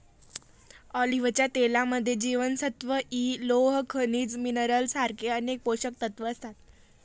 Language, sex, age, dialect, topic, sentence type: Marathi, female, 18-24, Northern Konkan, agriculture, statement